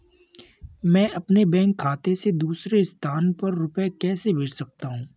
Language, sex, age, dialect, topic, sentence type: Hindi, male, 51-55, Kanauji Braj Bhasha, banking, question